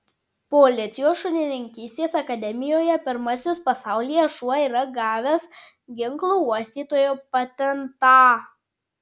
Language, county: Lithuanian, Tauragė